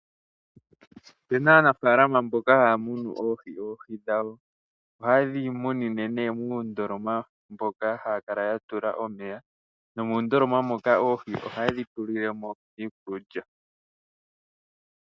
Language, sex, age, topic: Oshiwambo, male, 18-24, agriculture